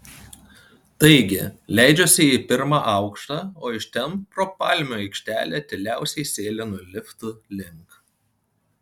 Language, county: Lithuanian, Panevėžys